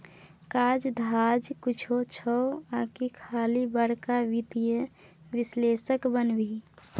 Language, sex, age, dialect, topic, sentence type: Maithili, female, 41-45, Bajjika, banking, statement